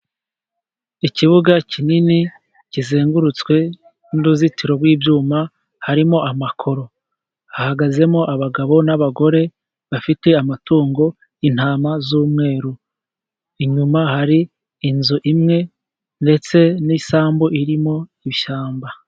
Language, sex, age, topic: Kinyarwanda, male, 25-35, agriculture